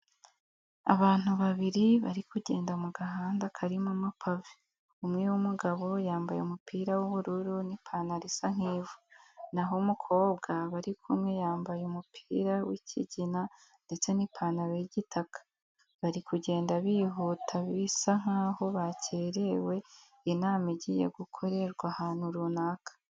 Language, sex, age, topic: Kinyarwanda, female, 18-24, education